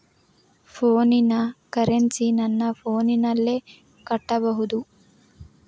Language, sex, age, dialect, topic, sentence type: Kannada, female, 18-24, Dharwad Kannada, banking, question